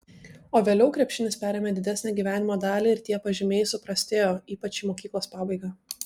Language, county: Lithuanian, Tauragė